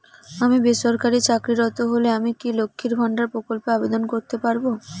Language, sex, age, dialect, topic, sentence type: Bengali, female, 18-24, Rajbangshi, banking, question